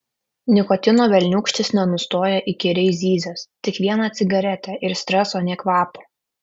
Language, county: Lithuanian, Kaunas